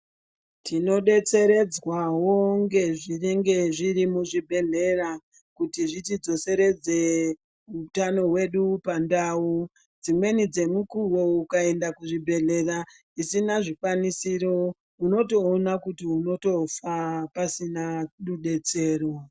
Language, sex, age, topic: Ndau, male, 36-49, health